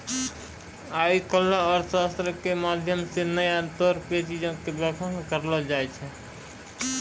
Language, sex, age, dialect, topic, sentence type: Maithili, male, 18-24, Angika, banking, statement